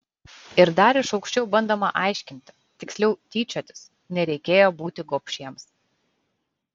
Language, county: Lithuanian, Kaunas